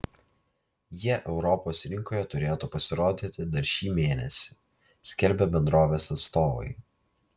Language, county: Lithuanian, Vilnius